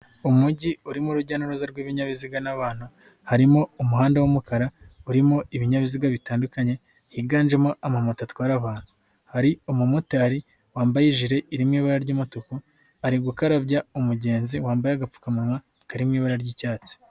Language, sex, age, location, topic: Kinyarwanda, male, 25-35, Nyagatare, finance